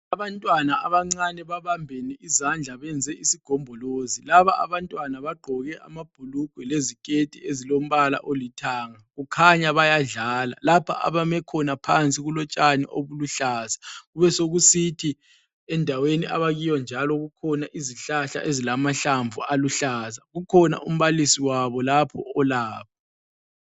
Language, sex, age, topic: North Ndebele, male, 25-35, health